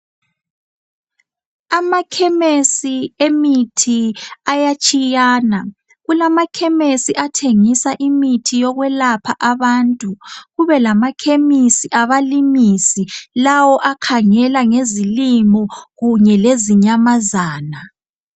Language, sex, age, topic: North Ndebele, male, 25-35, health